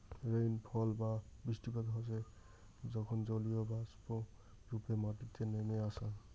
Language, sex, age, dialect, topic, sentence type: Bengali, male, 18-24, Rajbangshi, agriculture, statement